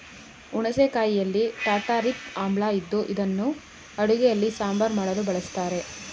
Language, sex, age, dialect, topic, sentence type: Kannada, female, 25-30, Mysore Kannada, agriculture, statement